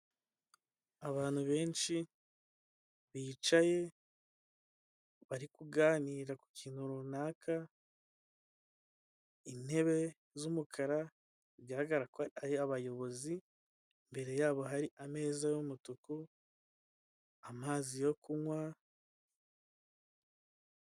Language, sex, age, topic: Kinyarwanda, male, 18-24, government